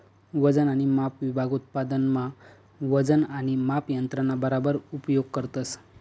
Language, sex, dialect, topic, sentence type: Marathi, male, Northern Konkan, agriculture, statement